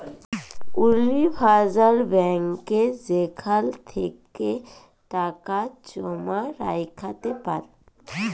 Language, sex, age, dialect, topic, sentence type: Bengali, female, 18-24, Jharkhandi, banking, statement